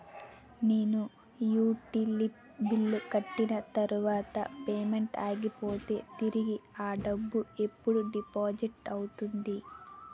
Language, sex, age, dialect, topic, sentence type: Telugu, female, 18-24, Utterandhra, banking, question